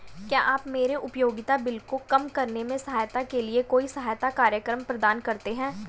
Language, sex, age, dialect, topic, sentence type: Hindi, male, 18-24, Hindustani Malvi Khadi Boli, banking, question